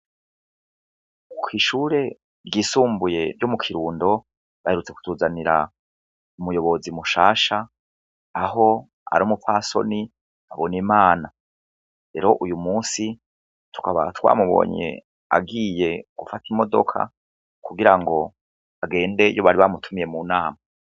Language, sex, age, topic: Rundi, male, 36-49, education